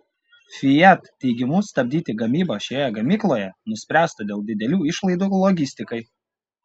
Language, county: Lithuanian, Panevėžys